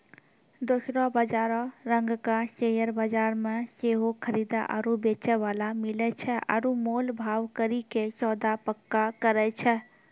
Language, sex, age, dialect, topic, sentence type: Maithili, female, 46-50, Angika, banking, statement